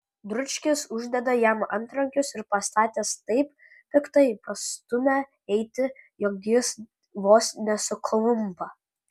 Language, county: Lithuanian, Kaunas